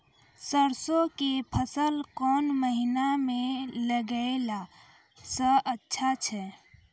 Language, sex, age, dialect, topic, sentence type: Maithili, female, 25-30, Angika, agriculture, question